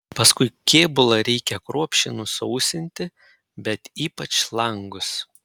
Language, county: Lithuanian, Panevėžys